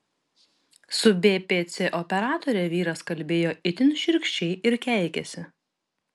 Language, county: Lithuanian, Kaunas